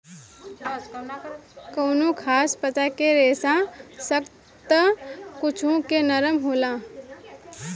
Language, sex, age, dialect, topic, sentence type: Bhojpuri, female, 25-30, Southern / Standard, agriculture, statement